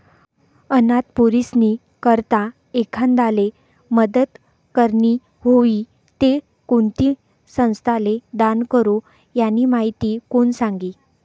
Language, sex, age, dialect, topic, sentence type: Marathi, female, 60-100, Northern Konkan, banking, statement